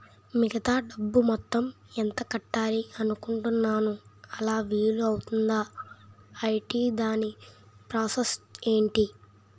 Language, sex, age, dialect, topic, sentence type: Telugu, male, 25-30, Utterandhra, banking, question